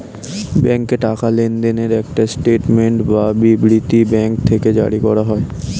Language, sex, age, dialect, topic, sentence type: Bengali, male, 18-24, Standard Colloquial, banking, statement